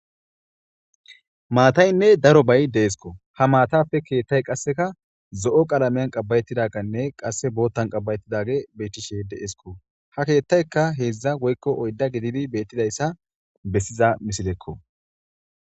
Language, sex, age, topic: Gamo, female, 18-24, government